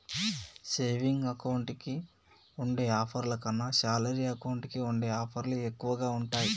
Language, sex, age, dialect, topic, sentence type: Telugu, male, 18-24, Telangana, banking, statement